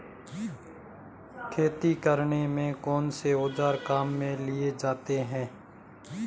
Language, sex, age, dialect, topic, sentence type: Hindi, male, 25-30, Marwari Dhudhari, agriculture, question